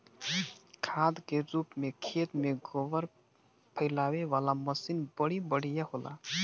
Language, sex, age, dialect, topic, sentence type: Bhojpuri, male, 60-100, Northern, agriculture, statement